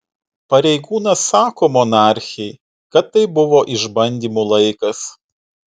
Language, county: Lithuanian, Utena